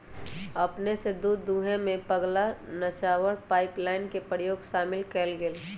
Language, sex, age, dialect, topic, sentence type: Magahi, male, 18-24, Western, agriculture, statement